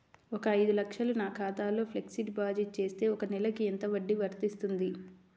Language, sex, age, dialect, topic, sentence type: Telugu, female, 25-30, Central/Coastal, banking, question